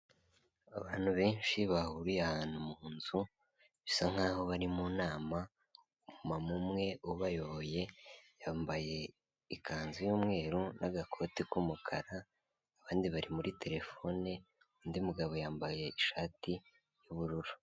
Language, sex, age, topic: Kinyarwanda, male, 18-24, health